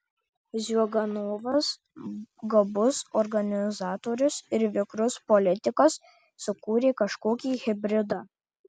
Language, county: Lithuanian, Marijampolė